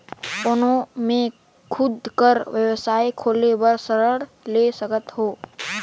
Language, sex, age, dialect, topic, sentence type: Chhattisgarhi, male, 18-24, Northern/Bhandar, banking, question